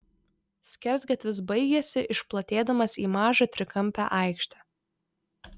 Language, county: Lithuanian, Vilnius